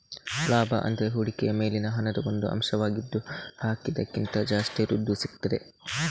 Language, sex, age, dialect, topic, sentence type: Kannada, male, 56-60, Coastal/Dakshin, banking, statement